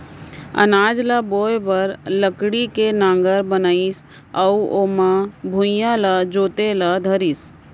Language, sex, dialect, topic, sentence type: Chhattisgarhi, female, Central, agriculture, statement